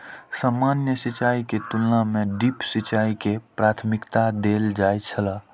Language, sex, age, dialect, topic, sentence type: Maithili, male, 41-45, Eastern / Thethi, agriculture, statement